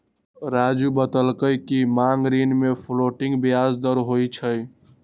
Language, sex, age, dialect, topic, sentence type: Magahi, male, 18-24, Western, banking, statement